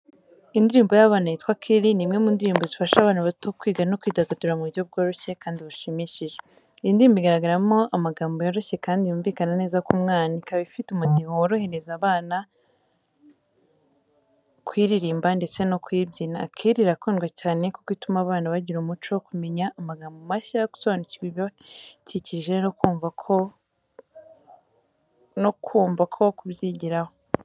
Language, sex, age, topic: Kinyarwanda, female, 18-24, education